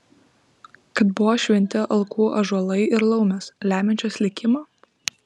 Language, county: Lithuanian, Vilnius